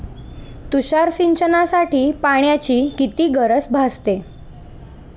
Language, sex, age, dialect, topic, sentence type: Marathi, female, 18-24, Standard Marathi, agriculture, question